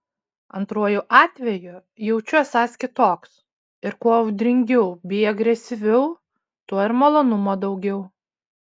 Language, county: Lithuanian, Utena